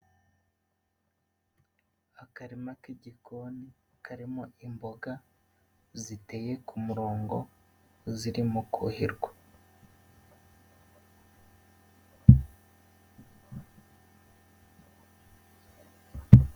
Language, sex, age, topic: Kinyarwanda, male, 25-35, agriculture